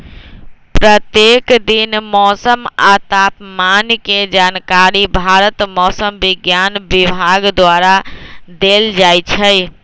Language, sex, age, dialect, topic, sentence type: Magahi, male, 25-30, Western, agriculture, statement